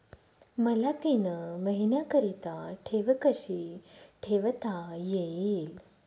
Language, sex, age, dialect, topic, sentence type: Marathi, female, 31-35, Northern Konkan, banking, question